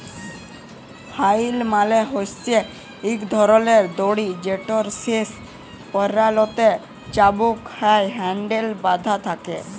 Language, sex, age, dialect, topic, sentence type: Bengali, female, 18-24, Jharkhandi, agriculture, statement